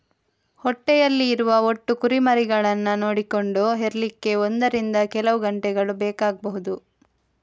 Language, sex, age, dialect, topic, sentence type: Kannada, female, 25-30, Coastal/Dakshin, agriculture, statement